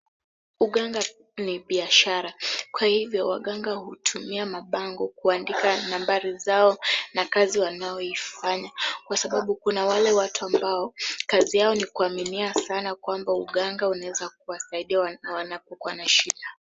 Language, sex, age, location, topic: Swahili, female, 18-24, Kisumu, health